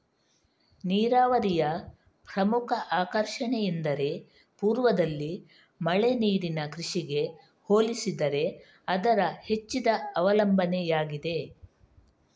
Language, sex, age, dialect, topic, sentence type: Kannada, female, 31-35, Coastal/Dakshin, agriculture, statement